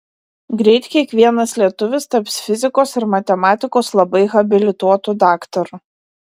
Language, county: Lithuanian, Vilnius